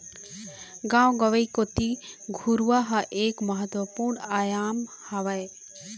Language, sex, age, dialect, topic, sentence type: Chhattisgarhi, female, 18-24, Eastern, agriculture, statement